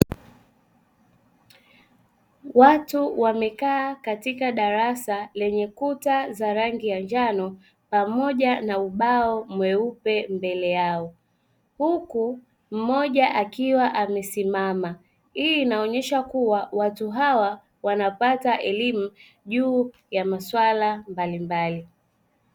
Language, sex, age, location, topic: Swahili, female, 18-24, Dar es Salaam, education